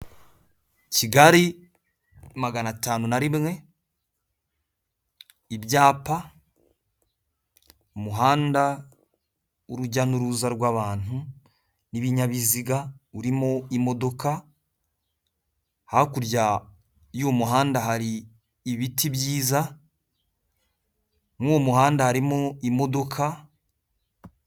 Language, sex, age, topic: Kinyarwanda, male, 18-24, government